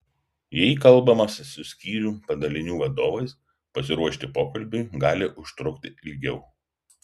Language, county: Lithuanian, Vilnius